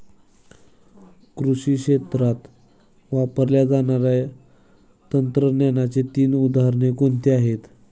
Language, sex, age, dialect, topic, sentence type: Marathi, male, 18-24, Standard Marathi, agriculture, question